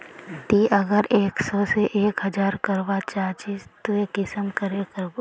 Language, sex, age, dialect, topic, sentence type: Magahi, female, 36-40, Northeastern/Surjapuri, banking, question